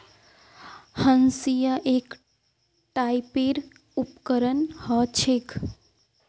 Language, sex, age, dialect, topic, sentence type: Magahi, female, 18-24, Northeastern/Surjapuri, agriculture, statement